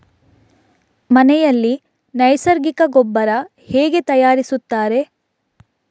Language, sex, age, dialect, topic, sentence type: Kannada, female, 56-60, Coastal/Dakshin, agriculture, question